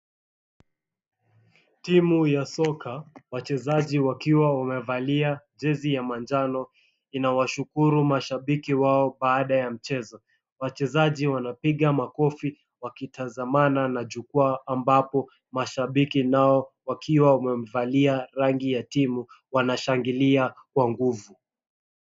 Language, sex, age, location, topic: Swahili, male, 25-35, Mombasa, government